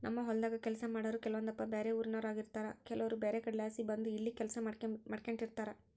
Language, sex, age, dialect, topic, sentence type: Kannada, female, 25-30, Central, agriculture, statement